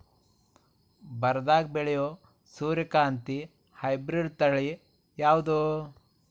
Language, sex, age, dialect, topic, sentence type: Kannada, male, 46-50, Dharwad Kannada, agriculture, question